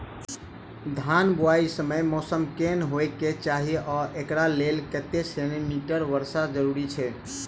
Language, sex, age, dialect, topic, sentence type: Maithili, male, 18-24, Southern/Standard, agriculture, question